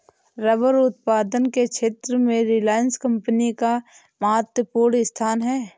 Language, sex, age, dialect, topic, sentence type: Hindi, female, 18-24, Awadhi Bundeli, agriculture, statement